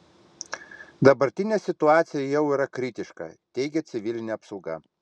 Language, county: Lithuanian, Vilnius